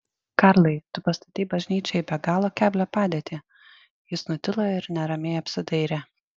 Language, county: Lithuanian, Panevėžys